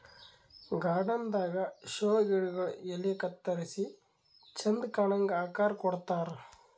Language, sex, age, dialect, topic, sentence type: Kannada, male, 18-24, Northeastern, agriculture, statement